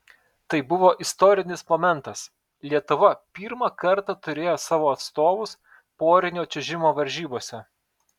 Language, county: Lithuanian, Telšiai